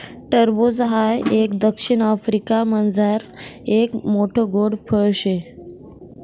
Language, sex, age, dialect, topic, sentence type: Marathi, female, 18-24, Northern Konkan, agriculture, statement